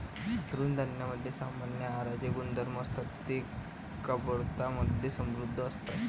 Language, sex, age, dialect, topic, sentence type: Marathi, male, 18-24, Varhadi, agriculture, statement